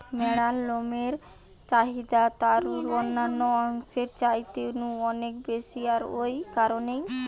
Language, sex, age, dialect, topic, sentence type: Bengali, female, 18-24, Western, agriculture, statement